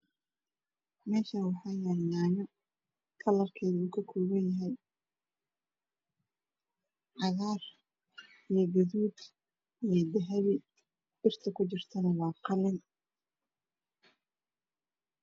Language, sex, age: Somali, female, 25-35